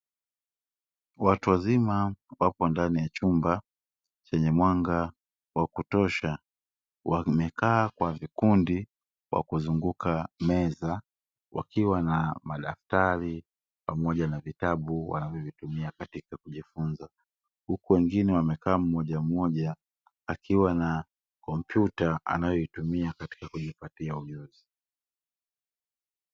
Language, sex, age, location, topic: Swahili, male, 18-24, Dar es Salaam, education